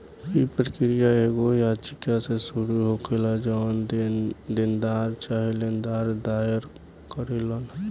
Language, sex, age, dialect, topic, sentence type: Bhojpuri, male, 18-24, Southern / Standard, banking, statement